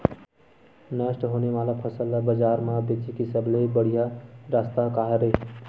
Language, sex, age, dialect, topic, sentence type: Chhattisgarhi, male, 31-35, Western/Budati/Khatahi, agriculture, statement